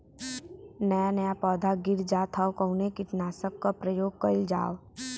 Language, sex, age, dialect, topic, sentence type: Bhojpuri, female, 18-24, Western, agriculture, question